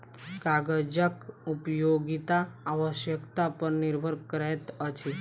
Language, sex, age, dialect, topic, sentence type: Maithili, female, 18-24, Southern/Standard, agriculture, statement